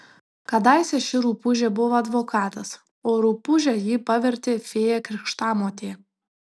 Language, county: Lithuanian, Tauragė